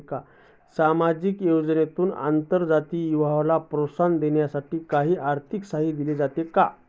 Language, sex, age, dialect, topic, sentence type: Marathi, male, 36-40, Standard Marathi, banking, question